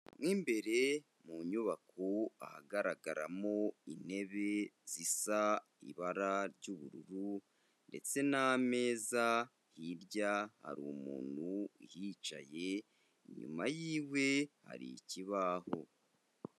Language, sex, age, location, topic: Kinyarwanda, male, 18-24, Kigali, education